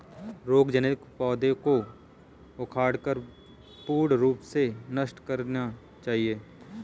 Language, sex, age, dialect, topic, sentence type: Hindi, male, 25-30, Kanauji Braj Bhasha, agriculture, statement